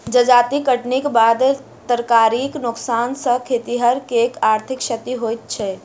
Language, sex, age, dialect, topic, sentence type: Maithili, female, 51-55, Southern/Standard, agriculture, statement